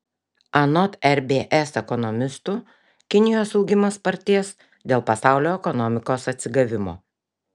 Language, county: Lithuanian, Šiauliai